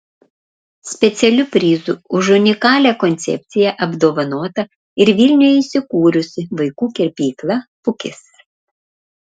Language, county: Lithuanian, Panevėžys